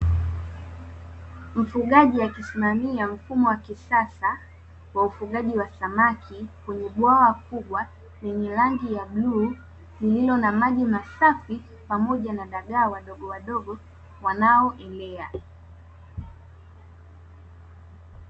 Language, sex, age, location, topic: Swahili, female, 18-24, Dar es Salaam, agriculture